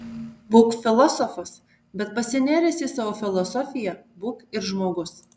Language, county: Lithuanian, Marijampolė